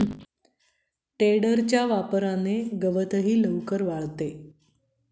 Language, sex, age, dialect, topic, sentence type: Marathi, female, 51-55, Standard Marathi, agriculture, statement